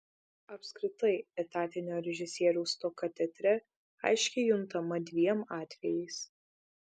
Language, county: Lithuanian, Šiauliai